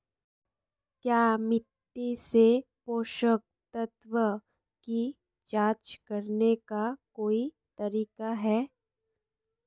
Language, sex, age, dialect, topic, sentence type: Hindi, female, 18-24, Marwari Dhudhari, agriculture, question